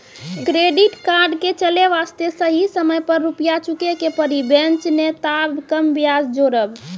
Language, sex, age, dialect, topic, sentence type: Maithili, female, 18-24, Angika, banking, question